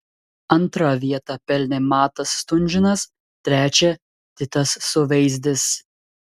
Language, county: Lithuanian, Telšiai